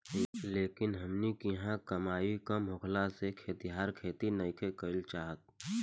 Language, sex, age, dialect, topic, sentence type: Bhojpuri, male, 18-24, Southern / Standard, agriculture, statement